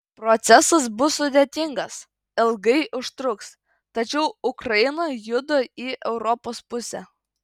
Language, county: Lithuanian, Kaunas